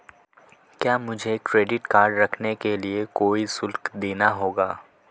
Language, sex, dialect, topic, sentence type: Hindi, male, Marwari Dhudhari, banking, question